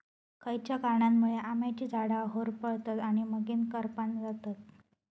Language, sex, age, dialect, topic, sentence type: Marathi, female, 31-35, Southern Konkan, agriculture, question